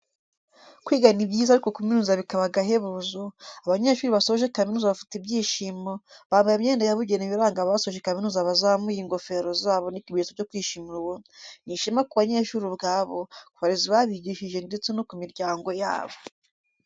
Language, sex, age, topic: Kinyarwanda, female, 25-35, education